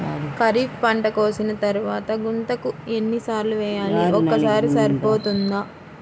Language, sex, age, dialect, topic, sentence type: Telugu, female, 51-55, Central/Coastal, agriculture, question